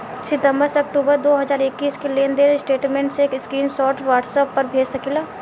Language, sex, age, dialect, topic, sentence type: Bhojpuri, female, 18-24, Southern / Standard, banking, question